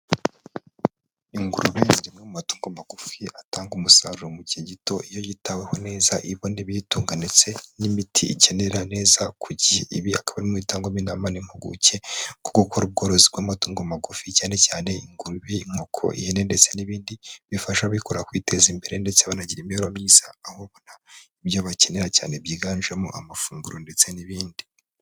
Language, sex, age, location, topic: Kinyarwanda, female, 18-24, Huye, agriculture